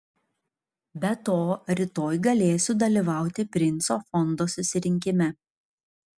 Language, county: Lithuanian, Kaunas